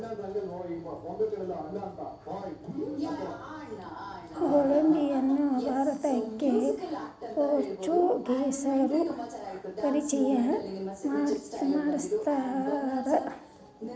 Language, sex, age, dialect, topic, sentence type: Kannada, female, 60-100, Dharwad Kannada, agriculture, statement